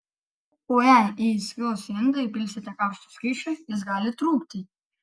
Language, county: Lithuanian, Kaunas